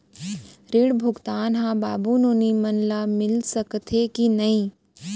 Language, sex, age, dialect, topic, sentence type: Chhattisgarhi, female, 18-24, Central, banking, question